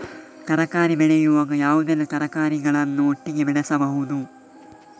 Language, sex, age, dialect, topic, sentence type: Kannada, male, 31-35, Coastal/Dakshin, agriculture, question